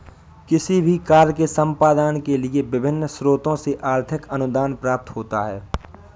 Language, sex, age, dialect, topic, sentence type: Hindi, male, 18-24, Awadhi Bundeli, banking, statement